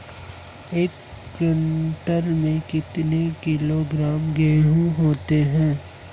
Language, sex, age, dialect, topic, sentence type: Hindi, male, 18-24, Marwari Dhudhari, agriculture, question